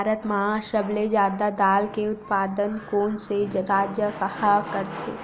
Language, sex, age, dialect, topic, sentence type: Chhattisgarhi, female, 18-24, Western/Budati/Khatahi, agriculture, question